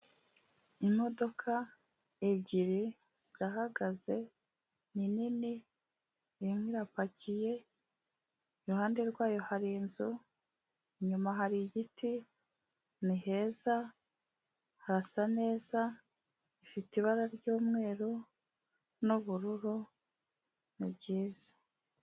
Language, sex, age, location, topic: Kinyarwanda, female, 36-49, Kigali, government